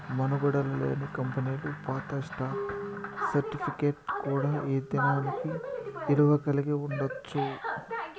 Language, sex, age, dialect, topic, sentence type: Telugu, male, 25-30, Southern, banking, statement